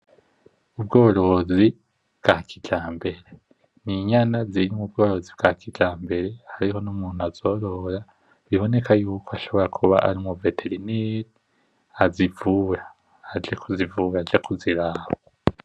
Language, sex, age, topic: Rundi, male, 18-24, agriculture